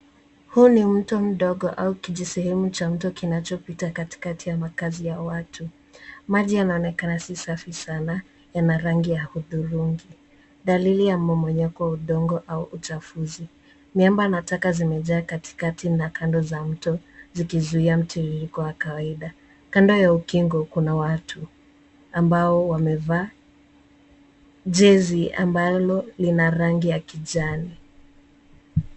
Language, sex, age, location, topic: Swahili, female, 18-24, Nairobi, government